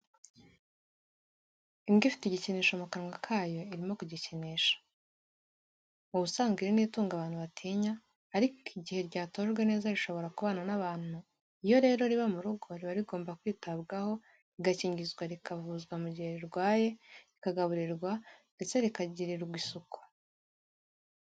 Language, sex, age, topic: Kinyarwanda, female, 18-24, education